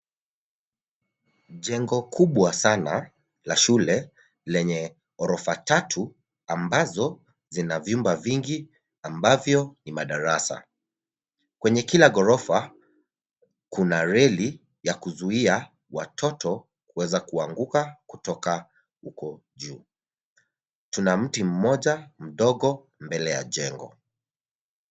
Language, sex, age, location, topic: Swahili, male, 25-35, Nairobi, education